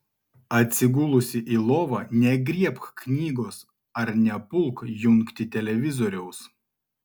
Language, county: Lithuanian, Klaipėda